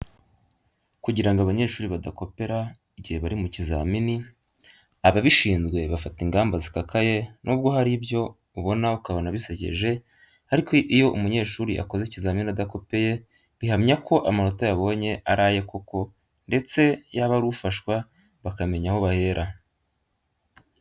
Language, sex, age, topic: Kinyarwanda, male, 18-24, education